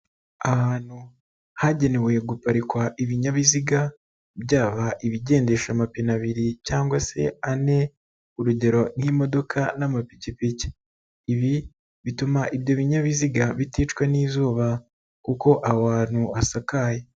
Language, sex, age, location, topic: Kinyarwanda, male, 36-49, Nyagatare, education